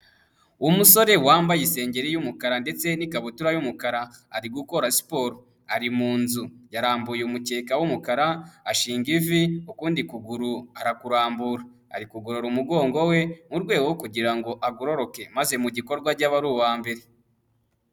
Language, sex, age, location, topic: Kinyarwanda, male, 18-24, Huye, health